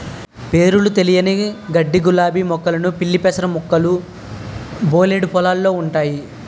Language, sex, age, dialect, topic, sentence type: Telugu, male, 18-24, Utterandhra, agriculture, statement